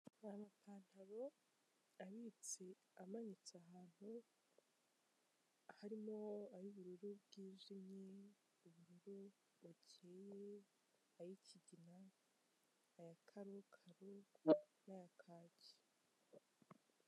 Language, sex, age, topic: Kinyarwanda, female, 18-24, finance